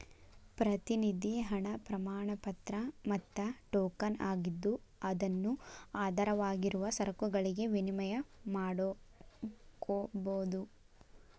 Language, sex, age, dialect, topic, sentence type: Kannada, female, 18-24, Dharwad Kannada, banking, statement